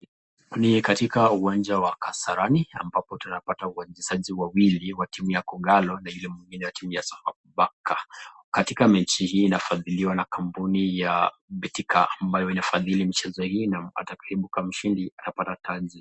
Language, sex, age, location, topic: Swahili, male, 25-35, Nakuru, government